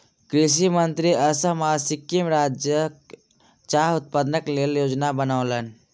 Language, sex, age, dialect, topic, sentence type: Maithili, male, 60-100, Southern/Standard, agriculture, statement